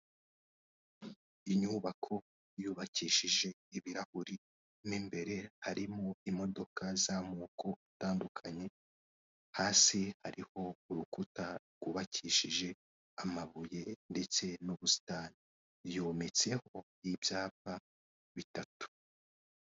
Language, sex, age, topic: Kinyarwanda, male, 18-24, finance